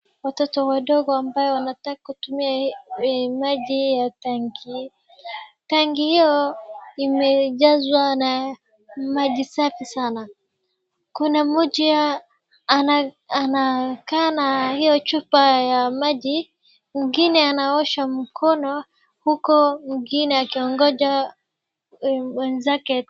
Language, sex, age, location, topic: Swahili, female, 36-49, Wajir, health